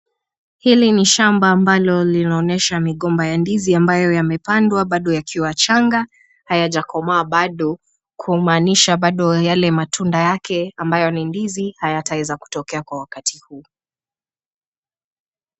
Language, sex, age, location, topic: Swahili, female, 25-35, Kisumu, agriculture